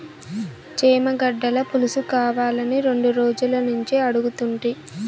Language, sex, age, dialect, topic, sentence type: Telugu, female, 25-30, Southern, agriculture, statement